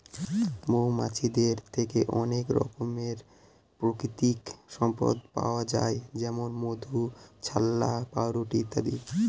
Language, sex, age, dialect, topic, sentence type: Bengali, male, 18-24, Northern/Varendri, agriculture, statement